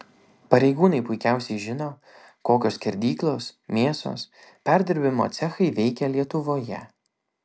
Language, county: Lithuanian, Vilnius